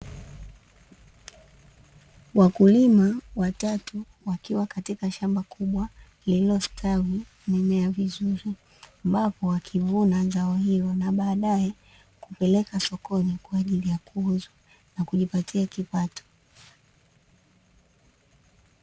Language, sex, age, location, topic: Swahili, female, 18-24, Dar es Salaam, agriculture